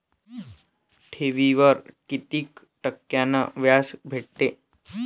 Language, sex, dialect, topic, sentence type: Marathi, male, Varhadi, banking, question